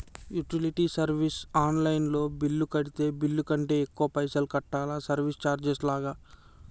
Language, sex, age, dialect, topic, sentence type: Telugu, male, 60-100, Telangana, banking, question